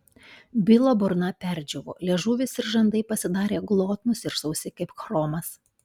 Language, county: Lithuanian, Panevėžys